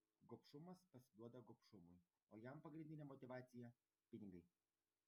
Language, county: Lithuanian, Vilnius